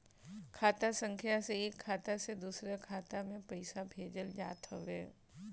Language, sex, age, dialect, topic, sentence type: Bhojpuri, female, 41-45, Northern, banking, statement